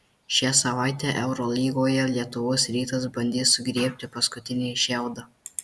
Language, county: Lithuanian, Marijampolė